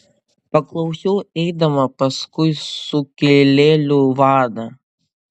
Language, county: Lithuanian, Utena